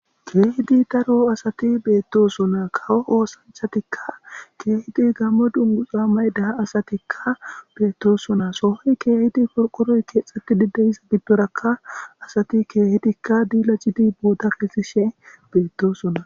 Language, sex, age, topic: Gamo, male, 18-24, government